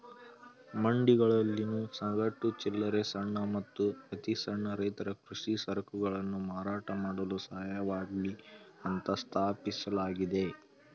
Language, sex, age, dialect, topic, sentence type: Kannada, male, 18-24, Mysore Kannada, agriculture, statement